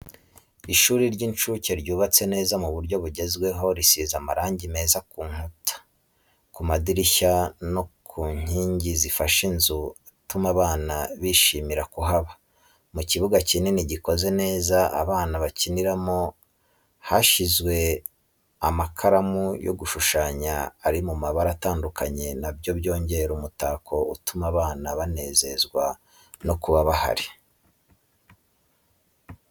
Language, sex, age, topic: Kinyarwanda, male, 25-35, education